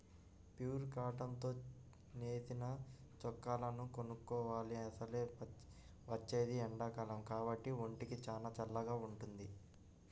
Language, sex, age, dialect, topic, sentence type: Telugu, male, 56-60, Central/Coastal, agriculture, statement